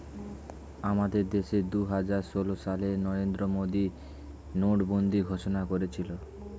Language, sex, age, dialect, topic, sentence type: Bengali, male, 18-24, Standard Colloquial, banking, statement